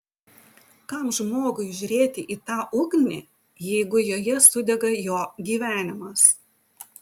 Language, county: Lithuanian, Utena